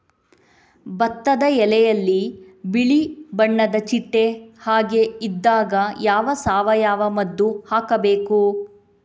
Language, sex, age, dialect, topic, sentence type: Kannada, female, 18-24, Coastal/Dakshin, agriculture, question